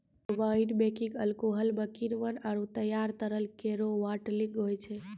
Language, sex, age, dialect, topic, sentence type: Maithili, female, 25-30, Angika, agriculture, statement